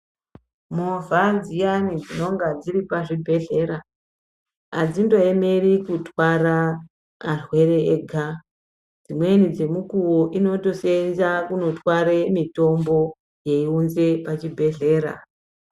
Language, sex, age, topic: Ndau, male, 25-35, health